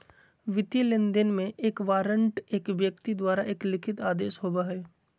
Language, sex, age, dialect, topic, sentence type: Magahi, male, 25-30, Southern, banking, statement